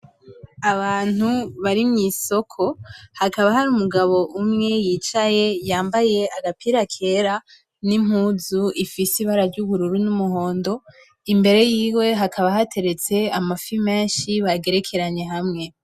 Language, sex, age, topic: Rundi, female, 18-24, agriculture